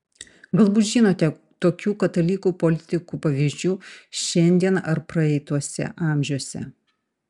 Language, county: Lithuanian, Panevėžys